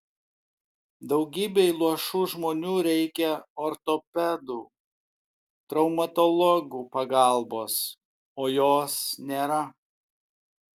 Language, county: Lithuanian, Kaunas